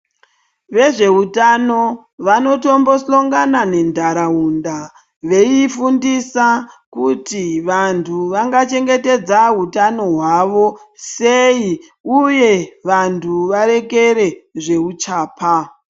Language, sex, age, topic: Ndau, male, 18-24, health